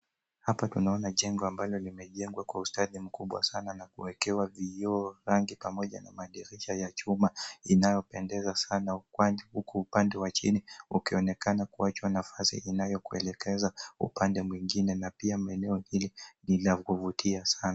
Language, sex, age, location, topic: Swahili, male, 18-24, Nairobi, finance